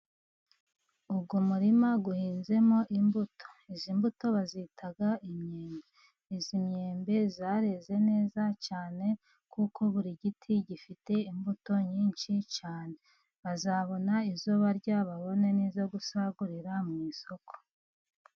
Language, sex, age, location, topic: Kinyarwanda, female, 36-49, Musanze, agriculture